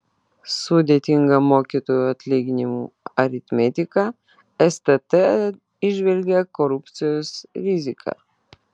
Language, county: Lithuanian, Vilnius